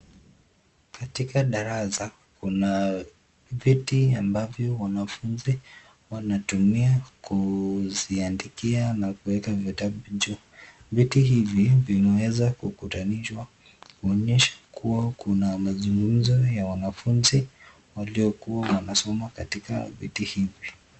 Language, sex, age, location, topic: Swahili, male, 36-49, Nakuru, education